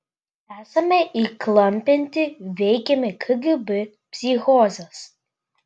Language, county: Lithuanian, Klaipėda